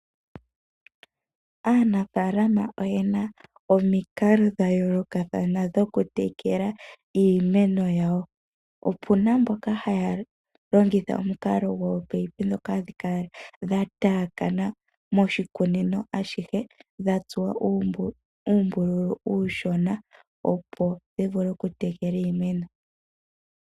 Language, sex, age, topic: Oshiwambo, female, 18-24, agriculture